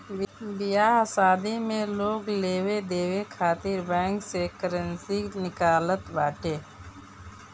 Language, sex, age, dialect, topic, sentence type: Bhojpuri, female, 36-40, Northern, banking, statement